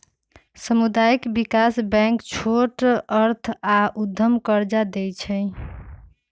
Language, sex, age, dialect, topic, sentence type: Magahi, female, 25-30, Western, banking, statement